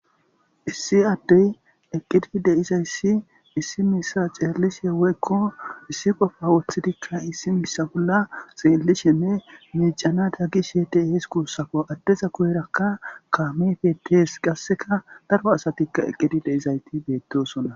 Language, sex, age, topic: Gamo, male, 18-24, government